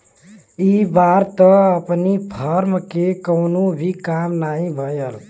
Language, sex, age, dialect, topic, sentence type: Bhojpuri, male, 18-24, Western, agriculture, statement